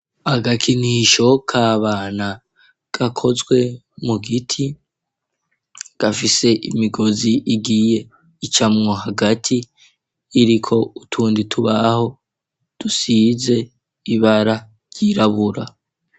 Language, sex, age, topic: Rundi, male, 18-24, education